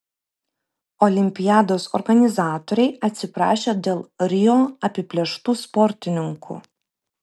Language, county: Lithuanian, Vilnius